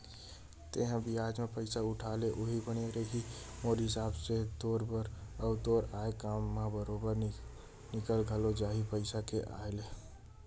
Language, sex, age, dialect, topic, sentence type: Chhattisgarhi, male, 18-24, Western/Budati/Khatahi, banking, statement